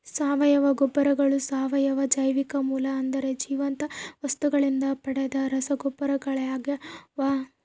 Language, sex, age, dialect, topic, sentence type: Kannada, female, 18-24, Central, agriculture, statement